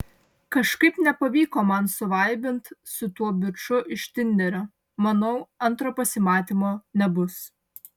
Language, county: Lithuanian, Vilnius